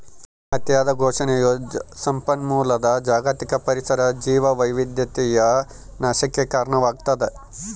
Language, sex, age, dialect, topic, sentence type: Kannada, male, 31-35, Central, agriculture, statement